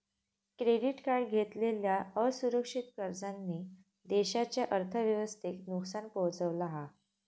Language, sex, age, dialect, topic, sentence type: Marathi, female, 18-24, Southern Konkan, banking, statement